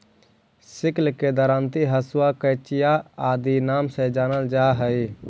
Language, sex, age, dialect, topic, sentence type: Magahi, male, 25-30, Central/Standard, banking, statement